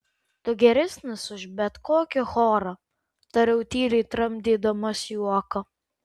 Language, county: Lithuanian, Kaunas